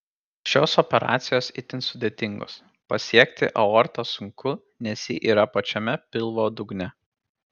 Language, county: Lithuanian, Kaunas